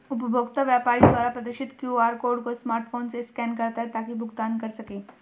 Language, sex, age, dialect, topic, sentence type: Hindi, female, 18-24, Hindustani Malvi Khadi Boli, banking, statement